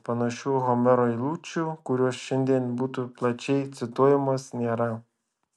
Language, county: Lithuanian, Šiauliai